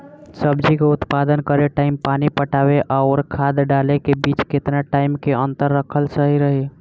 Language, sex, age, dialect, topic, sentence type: Bhojpuri, female, <18, Southern / Standard, agriculture, question